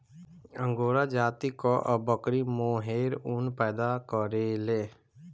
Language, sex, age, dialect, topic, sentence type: Bhojpuri, female, 25-30, Northern, agriculture, statement